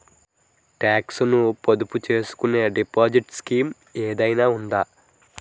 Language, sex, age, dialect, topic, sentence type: Telugu, male, 18-24, Utterandhra, banking, question